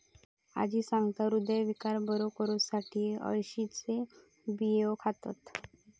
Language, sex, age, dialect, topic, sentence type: Marathi, female, 18-24, Southern Konkan, agriculture, statement